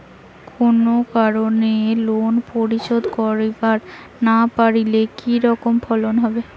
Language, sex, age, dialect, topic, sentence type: Bengali, female, 18-24, Rajbangshi, banking, question